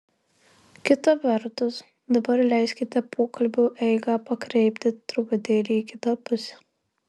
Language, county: Lithuanian, Marijampolė